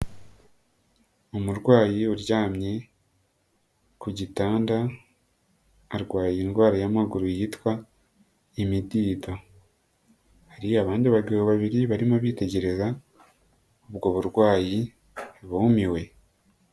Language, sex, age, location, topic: Kinyarwanda, male, 25-35, Nyagatare, health